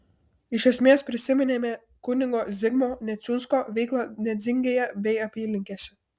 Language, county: Lithuanian, Vilnius